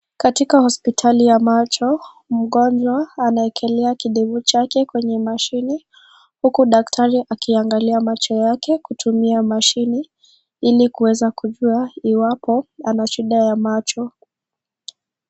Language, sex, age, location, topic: Swahili, female, 25-35, Kisii, health